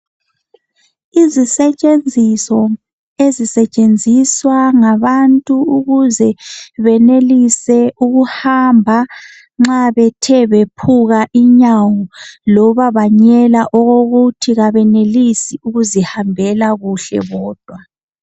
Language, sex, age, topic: North Ndebele, male, 25-35, health